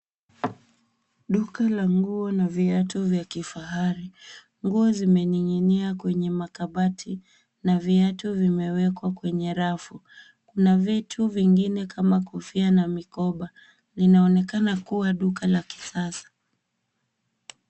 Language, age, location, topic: Swahili, 36-49, Nairobi, finance